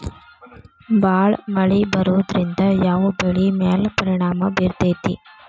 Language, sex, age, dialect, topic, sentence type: Kannada, female, 18-24, Dharwad Kannada, agriculture, question